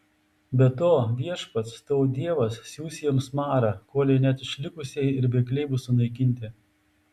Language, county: Lithuanian, Tauragė